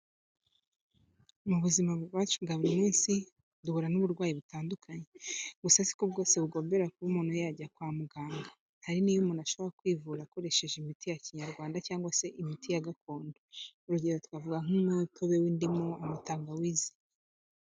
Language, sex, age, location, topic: Kinyarwanda, female, 18-24, Kigali, health